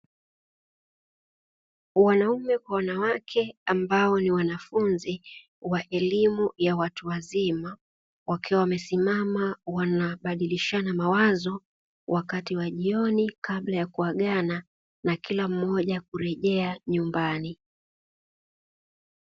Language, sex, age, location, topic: Swahili, female, 18-24, Dar es Salaam, education